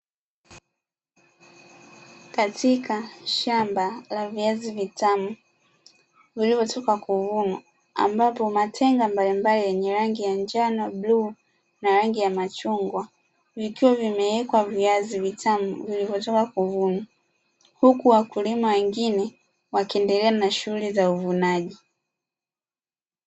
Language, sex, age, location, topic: Swahili, female, 25-35, Dar es Salaam, agriculture